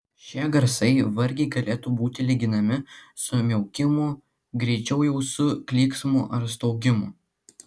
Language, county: Lithuanian, Klaipėda